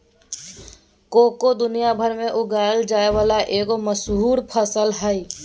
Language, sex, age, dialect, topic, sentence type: Magahi, female, 18-24, Southern, agriculture, statement